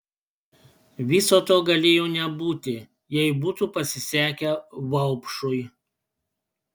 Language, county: Lithuanian, Panevėžys